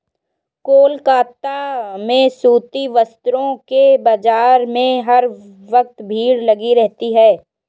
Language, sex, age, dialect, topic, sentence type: Hindi, female, 18-24, Kanauji Braj Bhasha, agriculture, statement